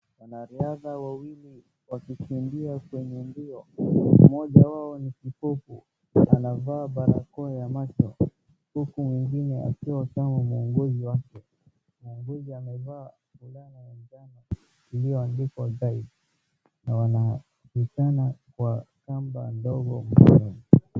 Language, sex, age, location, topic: Swahili, male, 36-49, Wajir, education